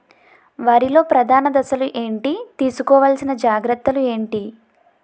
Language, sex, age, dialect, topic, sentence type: Telugu, female, 18-24, Utterandhra, agriculture, question